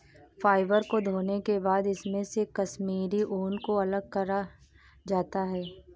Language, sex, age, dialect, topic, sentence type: Hindi, female, 18-24, Awadhi Bundeli, agriculture, statement